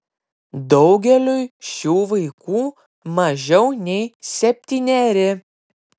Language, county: Lithuanian, Klaipėda